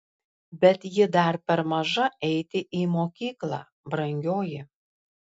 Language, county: Lithuanian, Klaipėda